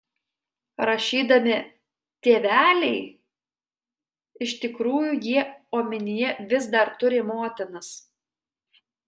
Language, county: Lithuanian, Alytus